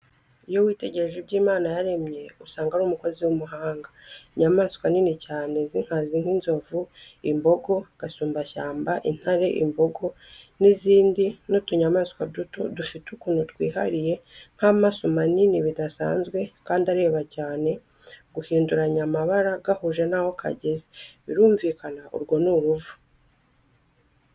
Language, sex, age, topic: Kinyarwanda, female, 25-35, education